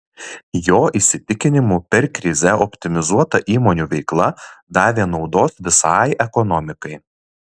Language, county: Lithuanian, Šiauliai